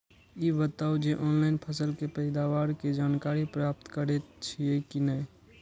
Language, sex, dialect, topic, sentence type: Maithili, male, Eastern / Thethi, agriculture, question